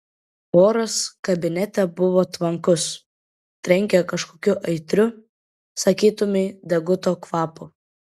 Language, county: Lithuanian, Vilnius